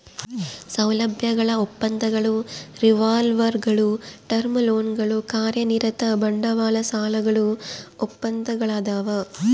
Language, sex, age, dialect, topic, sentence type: Kannada, female, 36-40, Central, banking, statement